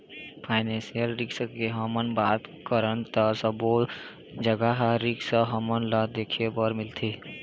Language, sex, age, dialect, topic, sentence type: Chhattisgarhi, male, 18-24, Eastern, banking, statement